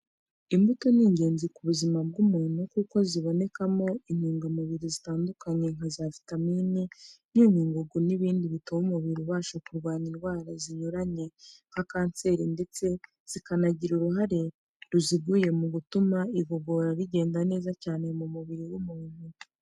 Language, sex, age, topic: Kinyarwanda, female, 25-35, education